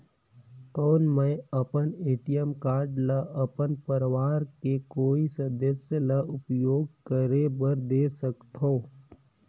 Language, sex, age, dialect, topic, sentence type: Chhattisgarhi, male, 18-24, Northern/Bhandar, banking, question